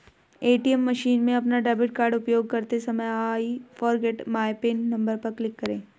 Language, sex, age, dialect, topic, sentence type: Hindi, female, 25-30, Hindustani Malvi Khadi Boli, banking, statement